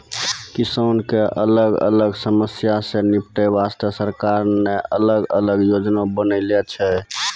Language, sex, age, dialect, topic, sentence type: Maithili, male, 18-24, Angika, agriculture, statement